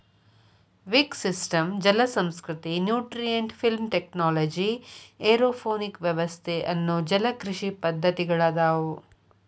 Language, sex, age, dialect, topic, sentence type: Kannada, female, 25-30, Dharwad Kannada, agriculture, statement